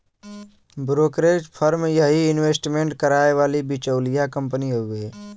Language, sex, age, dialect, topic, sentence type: Bhojpuri, male, 18-24, Western, banking, statement